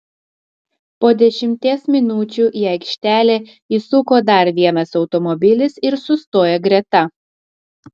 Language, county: Lithuanian, Klaipėda